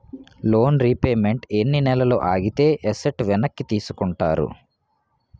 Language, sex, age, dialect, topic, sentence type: Telugu, male, 18-24, Utterandhra, banking, question